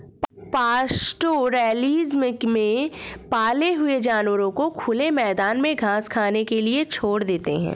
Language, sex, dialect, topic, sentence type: Hindi, female, Hindustani Malvi Khadi Boli, agriculture, statement